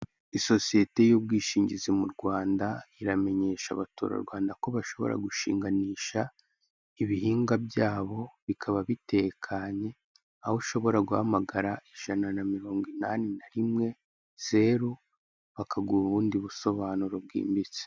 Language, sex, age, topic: Kinyarwanda, male, 25-35, finance